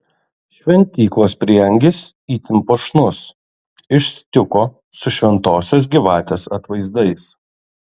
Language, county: Lithuanian, Kaunas